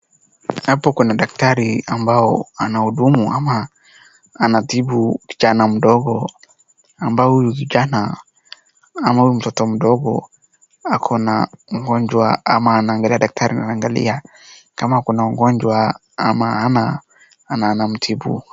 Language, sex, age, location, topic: Swahili, male, 18-24, Wajir, health